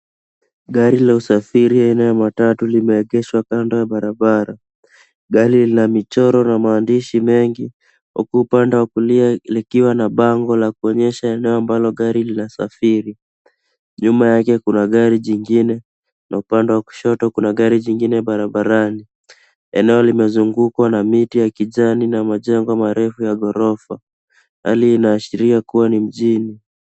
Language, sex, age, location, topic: Swahili, male, 18-24, Nairobi, government